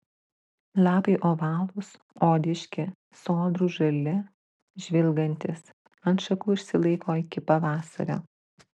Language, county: Lithuanian, Klaipėda